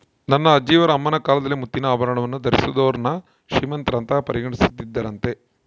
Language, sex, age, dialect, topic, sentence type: Kannada, male, 56-60, Central, agriculture, statement